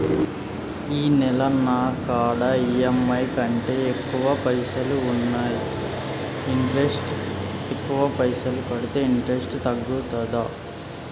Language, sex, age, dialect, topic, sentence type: Telugu, male, 18-24, Telangana, banking, question